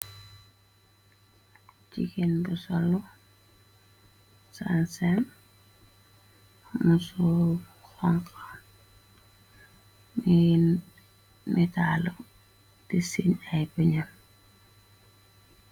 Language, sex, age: Wolof, female, 18-24